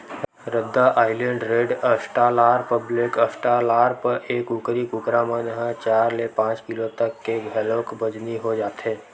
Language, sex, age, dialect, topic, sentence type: Chhattisgarhi, male, 18-24, Western/Budati/Khatahi, agriculture, statement